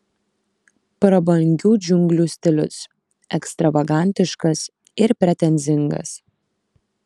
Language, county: Lithuanian, Kaunas